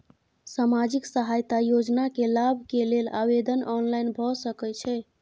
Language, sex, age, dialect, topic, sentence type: Maithili, female, 41-45, Bajjika, banking, question